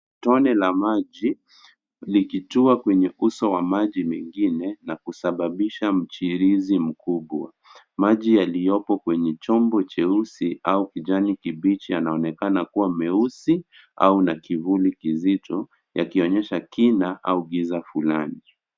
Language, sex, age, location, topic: Swahili, male, 25-35, Nairobi, health